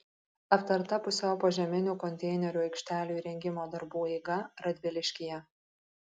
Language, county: Lithuanian, Kaunas